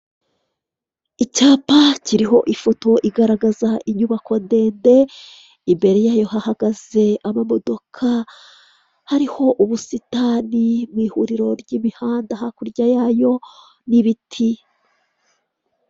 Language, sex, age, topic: Kinyarwanda, female, 36-49, government